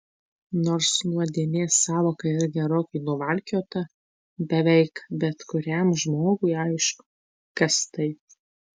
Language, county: Lithuanian, Tauragė